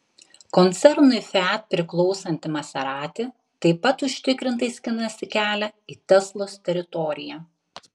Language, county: Lithuanian, Tauragė